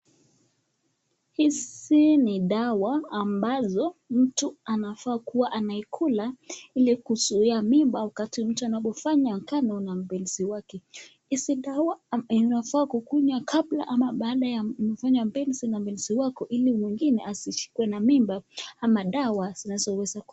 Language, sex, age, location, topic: Swahili, male, 25-35, Nakuru, health